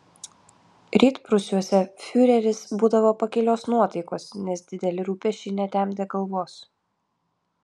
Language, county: Lithuanian, Vilnius